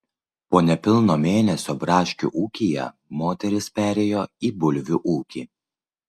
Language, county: Lithuanian, Vilnius